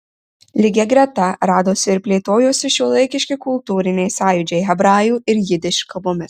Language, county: Lithuanian, Marijampolė